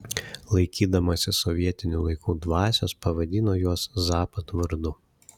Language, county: Lithuanian, Šiauliai